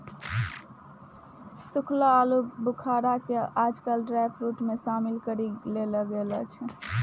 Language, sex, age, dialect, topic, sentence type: Maithili, female, 25-30, Angika, agriculture, statement